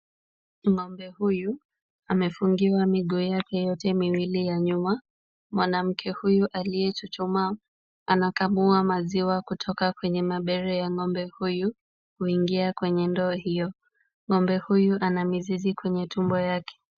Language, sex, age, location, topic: Swahili, female, 25-35, Kisumu, agriculture